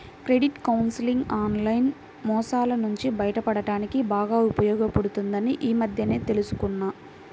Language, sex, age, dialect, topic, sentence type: Telugu, female, 18-24, Central/Coastal, banking, statement